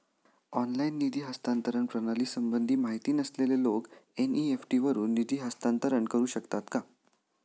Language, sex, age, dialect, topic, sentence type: Marathi, male, 18-24, Standard Marathi, banking, question